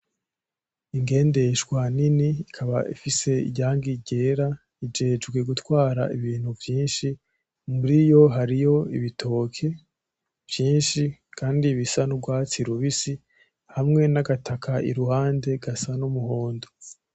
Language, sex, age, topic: Rundi, male, 18-24, agriculture